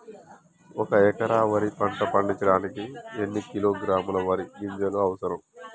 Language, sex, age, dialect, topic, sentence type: Telugu, male, 31-35, Telangana, agriculture, question